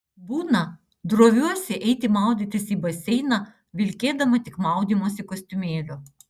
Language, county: Lithuanian, Utena